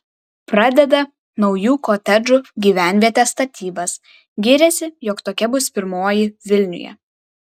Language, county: Lithuanian, Vilnius